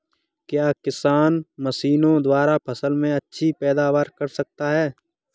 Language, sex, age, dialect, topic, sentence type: Hindi, male, 18-24, Kanauji Braj Bhasha, agriculture, question